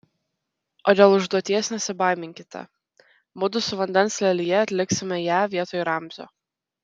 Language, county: Lithuanian, Telšiai